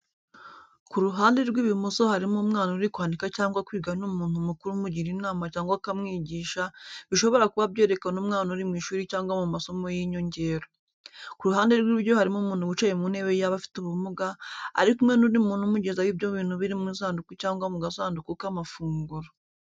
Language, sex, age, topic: Kinyarwanda, female, 18-24, education